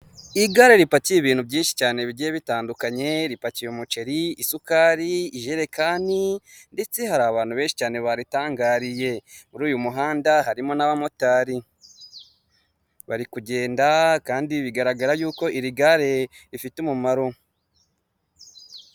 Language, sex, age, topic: Kinyarwanda, male, 25-35, government